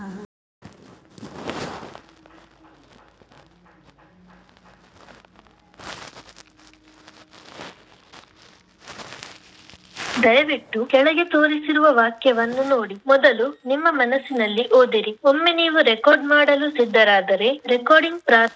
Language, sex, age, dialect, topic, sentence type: Kannada, female, 60-100, Dharwad Kannada, agriculture, statement